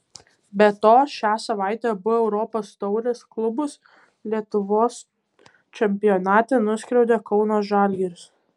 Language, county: Lithuanian, Kaunas